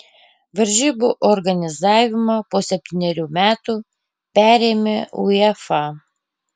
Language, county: Lithuanian, Panevėžys